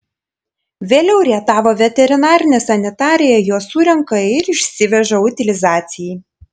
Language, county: Lithuanian, Panevėžys